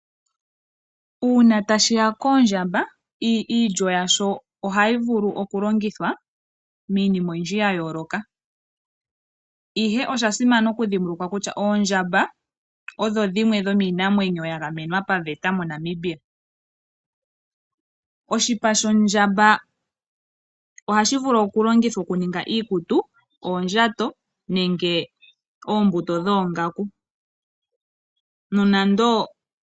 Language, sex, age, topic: Oshiwambo, female, 18-24, agriculture